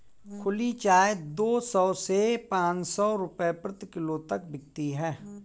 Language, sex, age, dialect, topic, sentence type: Hindi, male, 41-45, Kanauji Braj Bhasha, agriculture, statement